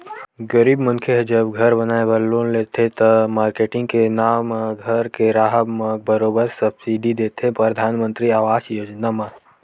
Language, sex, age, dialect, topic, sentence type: Chhattisgarhi, male, 18-24, Western/Budati/Khatahi, banking, statement